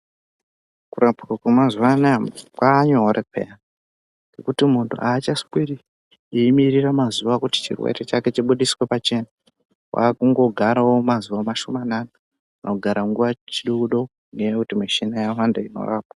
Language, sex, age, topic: Ndau, male, 18-24, health